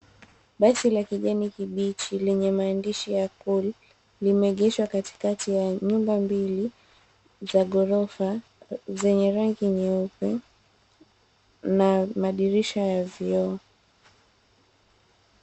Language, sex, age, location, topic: Swahili, female, 25-35, Mombasa, government